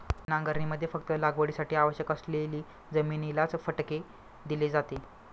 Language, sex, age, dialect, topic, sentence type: Marathi, male, 25-30, Standard Marathi, agriculture, statement